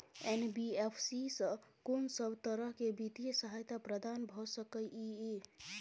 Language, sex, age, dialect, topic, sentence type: Maithili, female, 31-35, Bajjika, banking, question